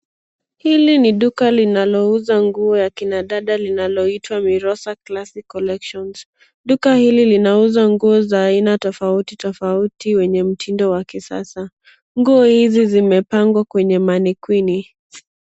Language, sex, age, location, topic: Swahili, female, 18-24, Nairobi, finance